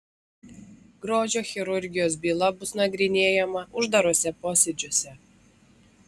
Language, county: Lithuanian, Klaipėda